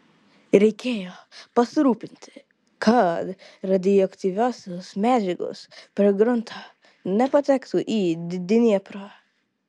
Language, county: Lithuanian, Vilnius